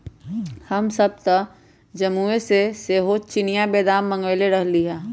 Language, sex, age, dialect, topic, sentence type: Magahi, female, 18-24, Western, agriculture, statement